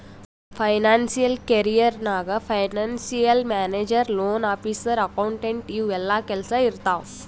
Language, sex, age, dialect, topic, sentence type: Kannada, female, 18-24, Northeastern, banking, statement